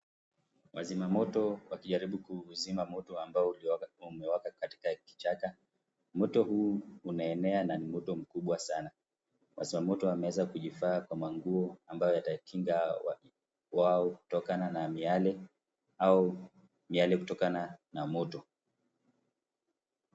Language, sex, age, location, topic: Swahili, male, 25-35, Nakuru, health